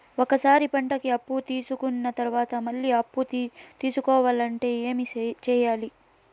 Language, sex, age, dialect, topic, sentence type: Telugu, female, 18-24, Southern, agriculture, question